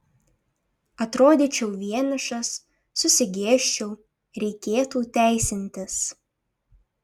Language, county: Lithuanian, Šiauliai